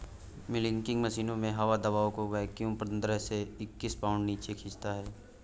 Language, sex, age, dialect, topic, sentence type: Hindi, male, 18-24, Awadhi Bundeli, agriculture, statement